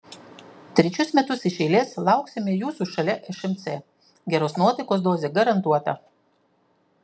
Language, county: Lithuanian, Klaipėda